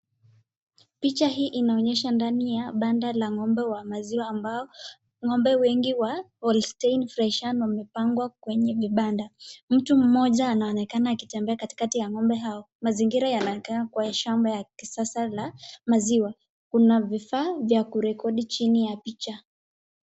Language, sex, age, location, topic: Swahili, female, 25-35, Mombasa, agriculture